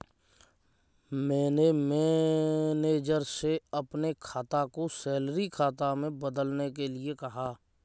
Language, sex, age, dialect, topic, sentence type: Hindi, male, 25-30, Kanauji Braj Bhasha, banking, statement